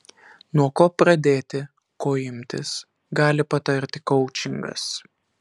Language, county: Lithuanian, Alytus